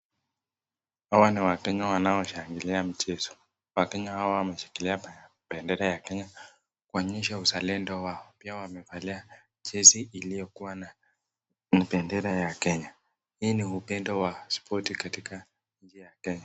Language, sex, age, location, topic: Swahili, male, 18-24, Nakuru, government